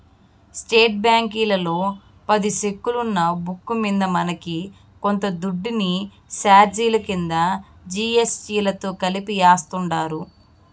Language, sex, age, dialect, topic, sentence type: Telugu, female, 18-24, Southern, banking, statement